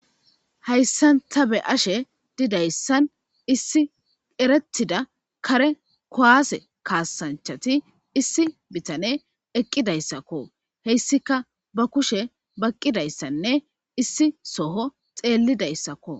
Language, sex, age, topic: Gamo, male, 25-35, government